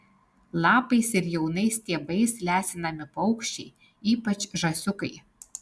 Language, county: Lithuanian, Alytus